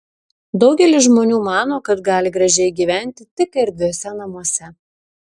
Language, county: Lithuanian, Šiauliai